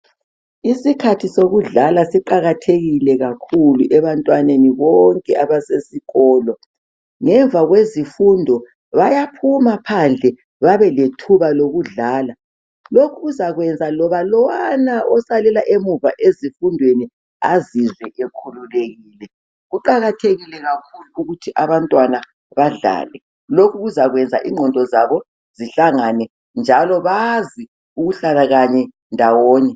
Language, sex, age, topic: North Ndebele, female, 50+, education